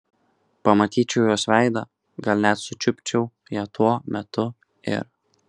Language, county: Lithuanian, Kaunas